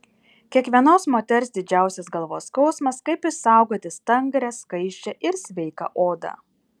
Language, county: Lithuanian, Kaunas